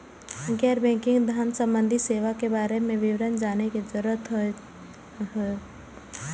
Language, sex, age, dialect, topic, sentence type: Maithili, female, 18-24, Eastern / Thethi, banking, question